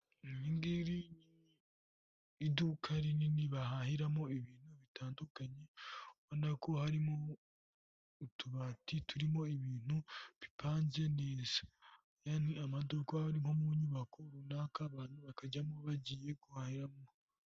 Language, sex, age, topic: Kinyarwanda, male, 18-24, finance